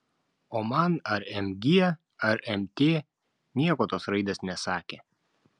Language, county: Lithuanian, Klaipėda